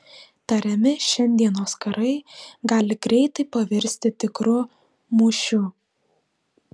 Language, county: Lithuanian, Vilnius